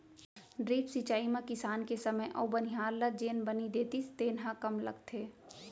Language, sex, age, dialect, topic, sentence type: Chhattisgarhi, female, 25-30, Central, agriculture, statement